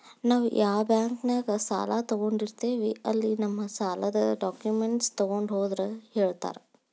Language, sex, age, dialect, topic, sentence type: Kannada, female, 18-24, Dharwad Kannada, banking, statement